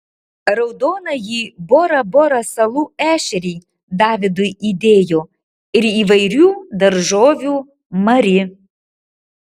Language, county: Lithuanian, Marijampolė